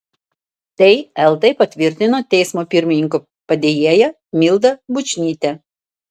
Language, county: Lithuanian, Vilnius